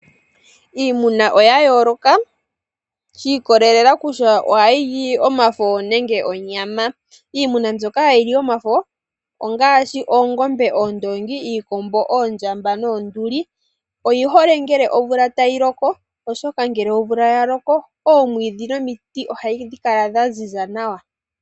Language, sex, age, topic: Oshiwambo, female, 18-24, agriculture